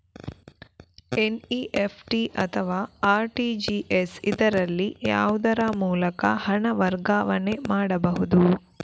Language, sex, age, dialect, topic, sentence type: Kannada, female, 18-24, Coastal/Dakshin, banking, question